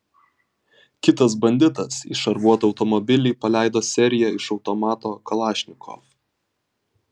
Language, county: Lithuanian, Vilnius